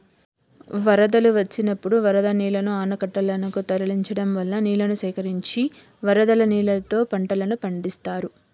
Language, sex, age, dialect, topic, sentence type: Telugu, female, 31-35, Southern, agriculture, statement